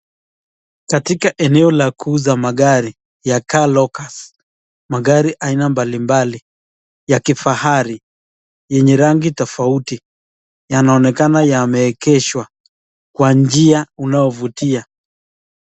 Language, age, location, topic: Swahili, 36-49, Nakuru, finance